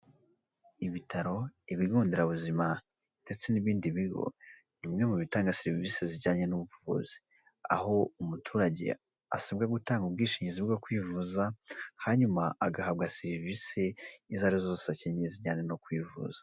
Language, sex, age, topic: Kinyarwanda, female, 25-35, finance